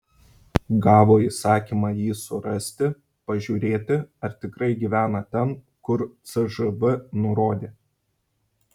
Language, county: Lithuanian, Šiauliai